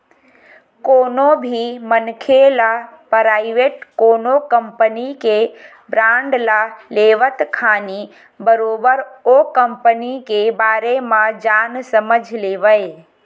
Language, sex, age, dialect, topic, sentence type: Chhattisgarhi, female, 25-30, Western/Budati/Khatahi, banking, statement